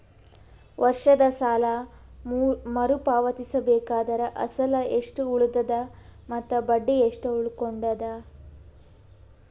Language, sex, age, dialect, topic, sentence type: Kannada, female, 18-24, Northeastern, banking, question